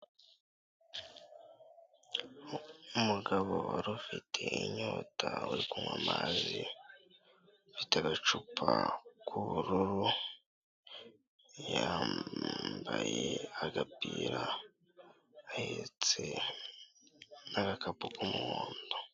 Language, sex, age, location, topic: Kinyarwanda, male, 18-24, Kigali, health